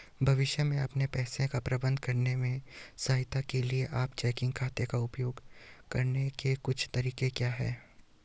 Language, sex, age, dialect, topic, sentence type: Hindi, male, 18-24, Hindustani Malvi Khadi Boli, banking, question